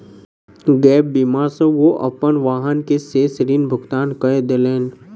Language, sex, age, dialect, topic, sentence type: Maithili, male, 25-30, Southern/Standard, banking, statement